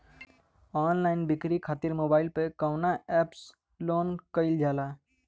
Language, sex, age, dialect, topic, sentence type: Bhojpuri, male, 18-24, Western, agriculture, question